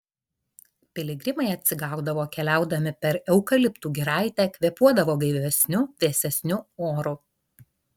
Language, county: Lithuanian, Alytus